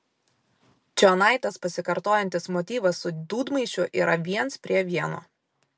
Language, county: Lithuanian, Vilnius